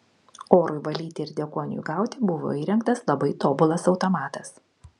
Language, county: Lithuanian, Kaunas